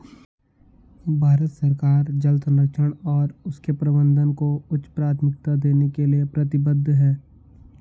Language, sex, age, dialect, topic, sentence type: Hindi, male, 18-24, Hindustani Malvi Khadi Boli, agriculture, statement